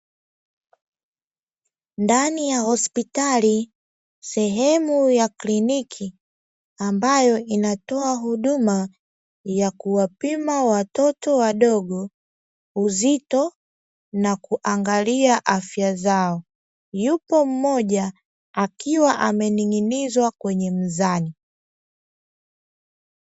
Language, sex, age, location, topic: Swahili, female, 25-35, Dar es Salaam, health